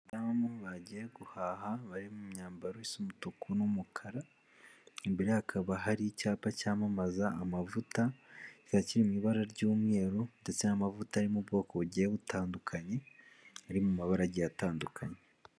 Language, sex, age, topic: Kinyarwanda, male, 18-24, finance